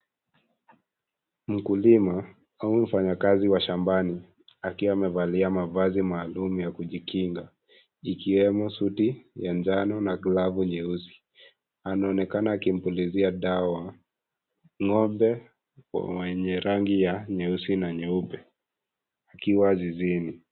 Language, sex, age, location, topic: Swahili, female, 25-35, Kisii, agriculture